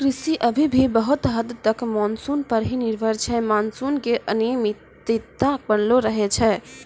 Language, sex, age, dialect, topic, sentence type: Maithili, female, 18-24, Angika, agriculture, statement